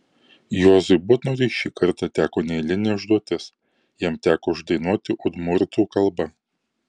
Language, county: Lithuanian, Kaunas